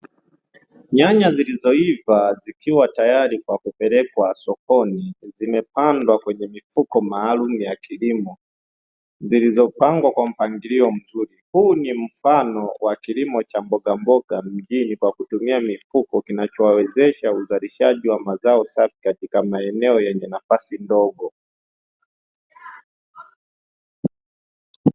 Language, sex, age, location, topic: Swahili, male, 25-35, Dar es Salaam, agriculture